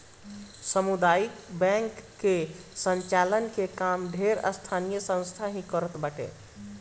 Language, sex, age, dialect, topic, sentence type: Bhojpuri, male, 25-30, Northern, banking, statement